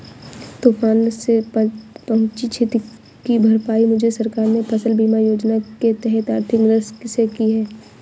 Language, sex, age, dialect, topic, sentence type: Hindi, female, 25-30, Marwari Dhudhari, agriculture, statement